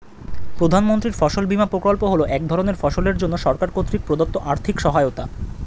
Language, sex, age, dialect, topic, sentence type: Bengali, male, 18-24, Standard Colloquial, agriculture, statement